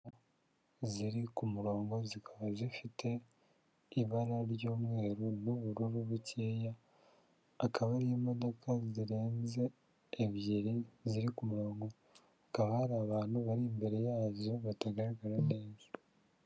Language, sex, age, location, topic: Kinyarwanda, male, 50+, Kigali, government